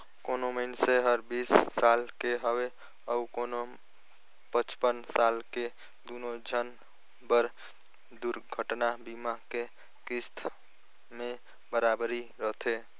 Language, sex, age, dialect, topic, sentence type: Chhattisgarhi, male, 18-24, Northern/Bhandar, banking, statement